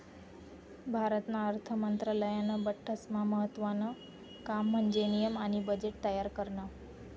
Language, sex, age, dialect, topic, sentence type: Marathi, female, 18-24, Northern Konkan, banking, statement